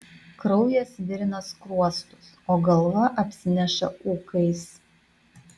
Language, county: Lithuanian, Vilnius